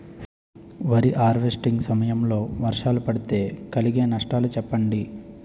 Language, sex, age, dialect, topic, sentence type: Telugu, male, 25-30, Utterandhra, agriculture, question